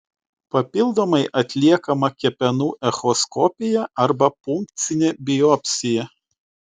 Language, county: Lithuanian, Utena